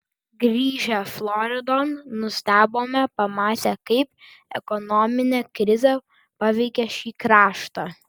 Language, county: Lithuanian, Vilnius